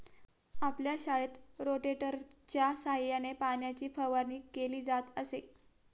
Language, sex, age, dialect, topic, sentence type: Marathi, female, 60-100, Standard Marathi, agriculture, statement